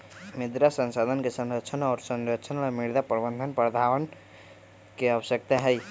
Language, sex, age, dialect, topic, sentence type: Magahi, male, 31-35, Western, agriculture, statement